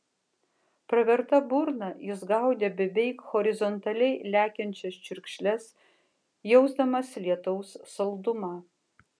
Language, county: Lithuanian, Kaunas